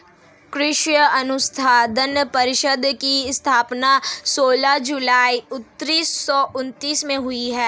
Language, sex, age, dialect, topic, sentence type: Hindi, female, 18-24, Marwari Dhudhari, agriculture, statement